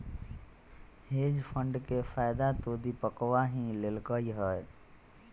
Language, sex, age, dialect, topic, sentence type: Magahi, male, 41-45, Western, banking, statement